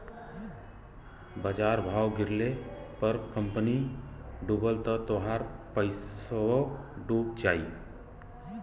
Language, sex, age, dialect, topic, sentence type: Bhojpuri, male, 36-40, Western, banking, statement